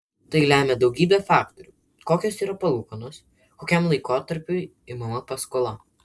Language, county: Lithuanian, Vilnius